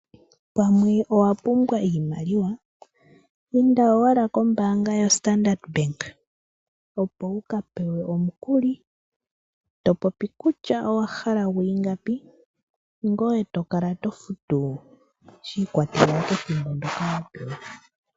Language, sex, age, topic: Oshiwambo, male, 25-35, finance